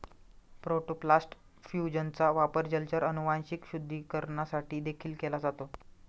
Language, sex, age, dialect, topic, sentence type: Marathi, male, 25-30, Standard Marathi, agriculture, statement